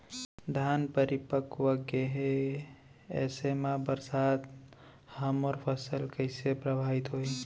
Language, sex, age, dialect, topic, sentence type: Chhattisgarhi, male, 18-24, Central, agriculture, question